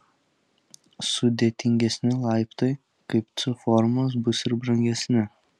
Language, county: Lithuanian, Telšiai